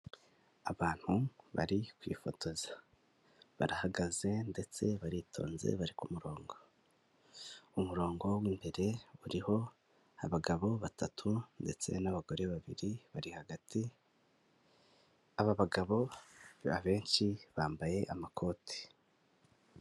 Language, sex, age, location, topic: Kinyarwanda, male, 18-24, Huye, health